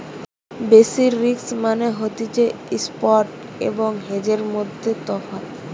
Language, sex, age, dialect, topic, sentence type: Bengali, female, 18-24, Western, banking, statement